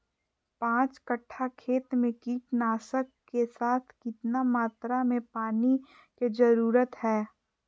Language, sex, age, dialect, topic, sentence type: Magahi, female, 51-55, Southern, agriculture, question